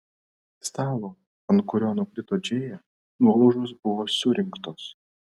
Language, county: Lithuanian, Vilnius